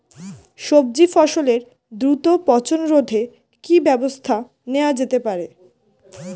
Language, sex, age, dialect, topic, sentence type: Bengali, female, 18-24, Standard Colloquial, agriculture, question